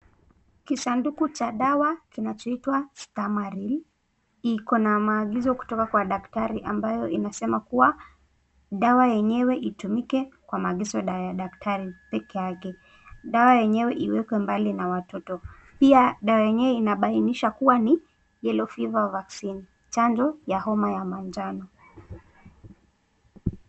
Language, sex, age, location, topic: Swahili, female, 18-24, Nakuru, health